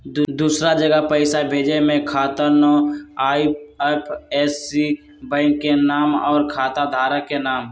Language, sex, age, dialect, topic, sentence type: Magahi, male, 18-24, Western, banking, question